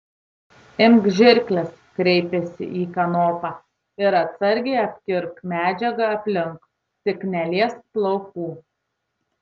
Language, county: Lithuanian, Tauragė